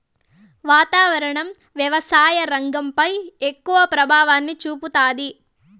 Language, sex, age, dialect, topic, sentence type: Telugu, female, 18-24, Southern, agriculture, statement